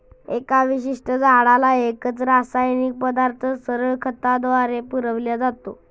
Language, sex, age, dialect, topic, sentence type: Marathi, male, 51-55, Standard Marathi, agriculture, statement